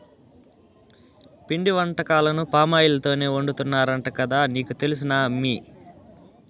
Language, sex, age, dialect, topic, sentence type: Telugu, male, 18-24, Southern, agriculture, statement